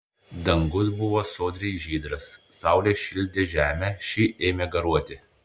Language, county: Lithuanian, Klaipėda